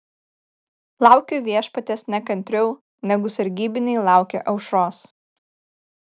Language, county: Lithuanian, Kaunas